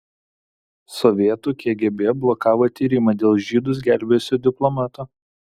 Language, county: Lithuanian, Vilnius